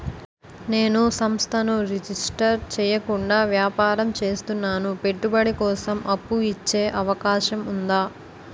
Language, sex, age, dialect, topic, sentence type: Telugu, female, 18-24, Utterandhra, banking, question